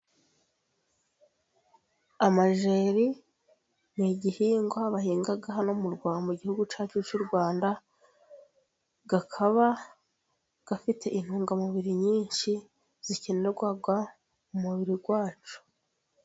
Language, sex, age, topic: Kinyarwanda, female, 25-35, agriculture